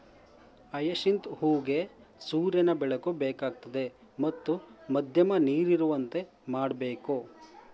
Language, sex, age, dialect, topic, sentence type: Kannada, male, 25-30, Mysore Kannada, agriculture, statement